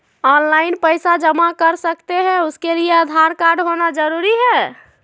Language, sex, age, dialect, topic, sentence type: Magahi, female, 51-55, Southern, banking, question